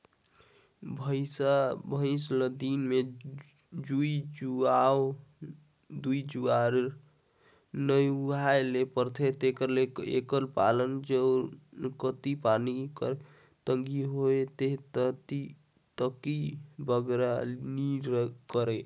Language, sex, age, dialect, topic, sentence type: Chhattisgarhi, male, 18-24, Northern/Bhandar, agriculture, statement